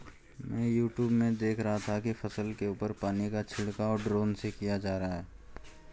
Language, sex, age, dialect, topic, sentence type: Hindi, male, 51-55, Garhwali, agriculture, statement